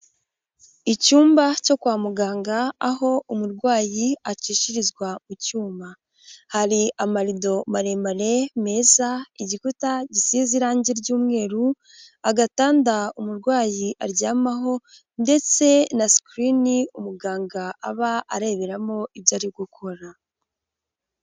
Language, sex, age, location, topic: Kinyarwanda, female, 18-24, Huye, health